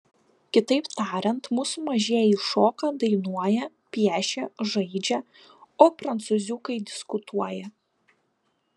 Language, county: Lithuanian, Panevėžys